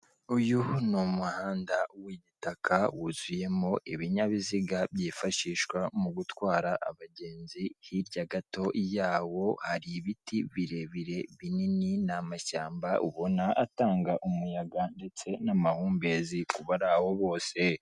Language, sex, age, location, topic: Kinyarwanda, female, 36-49, Kigali, government